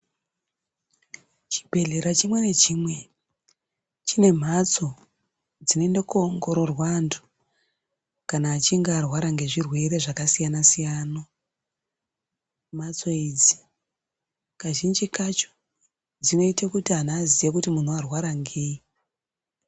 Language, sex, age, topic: Ndau, female, 36-49, health